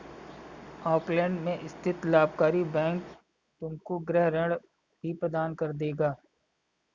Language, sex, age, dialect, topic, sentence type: Hindi, male, 25-30, Kanauji Braj Bhasha, banking, statement